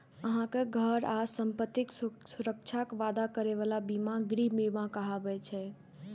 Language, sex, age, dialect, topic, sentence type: Maithili, female, 18-24, Eastern / Thethi, banking, statement